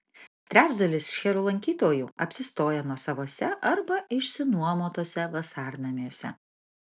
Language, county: Lithuanian, Marijampolė